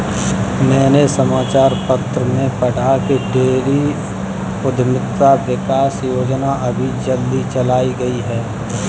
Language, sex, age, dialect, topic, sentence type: Hindi, male, 25-30, Kanauji Braj Bhasha, agriculture, statement